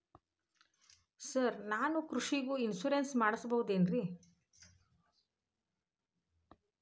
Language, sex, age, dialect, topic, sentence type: Kannada, female, 51-55, Dharwad Kannada, banking, question